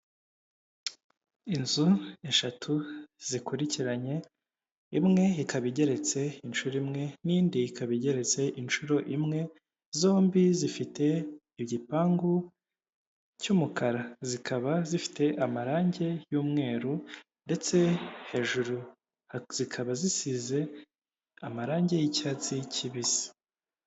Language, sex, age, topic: Kinyarwanda, male, 18-24, government